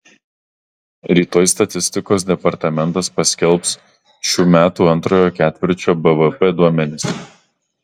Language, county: Lithuanian, Kaunas